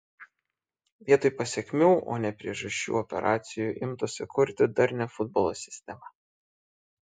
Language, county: Lithuanian, Šiauliai